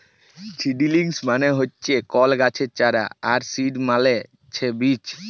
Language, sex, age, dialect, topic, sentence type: Bengali, male, 18-24, Jharkhandi, agriculture, statement